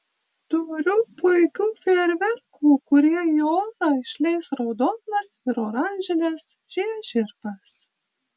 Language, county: Lithuanian, Panevėžys